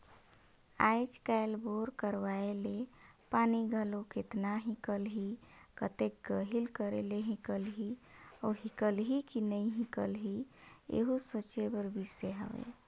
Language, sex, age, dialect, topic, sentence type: Chhattisgarhi, female, 31-35, Northern/Bhandar, agriculture, statement